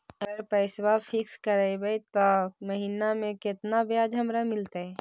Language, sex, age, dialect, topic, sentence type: Magahi, female, 18-24, Central/Standard, banking, question